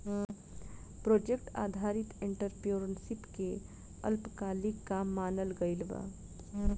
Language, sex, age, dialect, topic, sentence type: Bhojpuri, female, 25-30, Southern / Standard, banking, statement